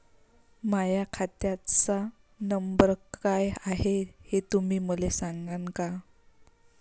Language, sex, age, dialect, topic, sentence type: Marathi, female, 25-30, Varhadi, banking, question